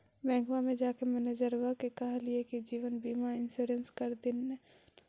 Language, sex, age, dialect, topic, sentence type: Magahi, female, 25-30, Central/Standard, banking, question